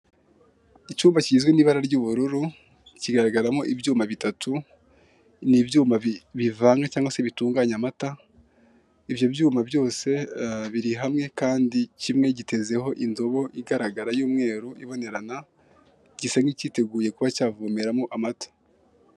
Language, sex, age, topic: Kinyarwanda, male, 25-35, finance